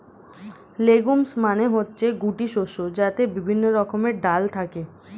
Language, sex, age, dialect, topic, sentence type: Bengali, female, 18-24, Standard Colloquial, agriculture, statement